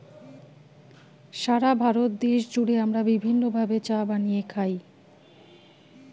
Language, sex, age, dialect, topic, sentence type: Bengali, female, 41-45, Standard Colloquial, agriculture, statement